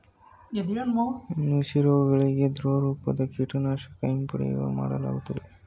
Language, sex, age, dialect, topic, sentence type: Kannada, male, 18-24, Mysore Kannada, agriculture, statement